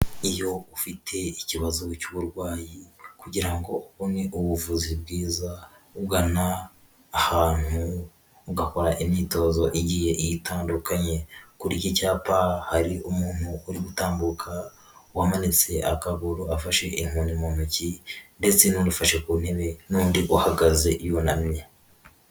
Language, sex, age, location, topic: Kinyarwanda, female, 18-24, Huye, health